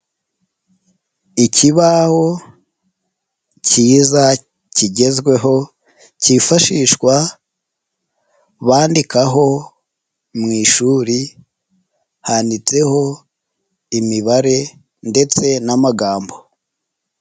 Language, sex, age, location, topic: Kinyarwanda, female, 18-24, Nyagatare, education